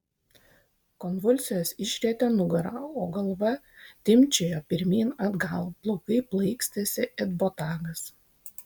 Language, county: Lithuanian, Vilnius